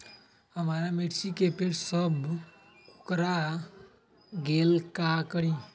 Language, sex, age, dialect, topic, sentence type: Magahi, male, 18-24, Western, agriculture, question